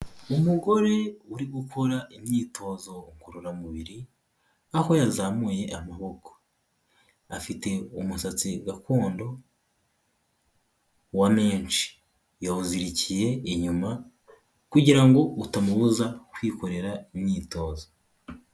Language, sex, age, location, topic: Kinyarwanda, male, 18-24, Huye, health